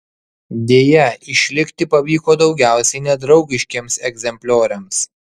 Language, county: Lithuanian, Kaunas